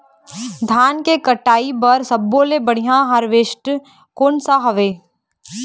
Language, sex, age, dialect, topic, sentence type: Chhattisgarhi, female, 18-24, Eastern, agriculture, question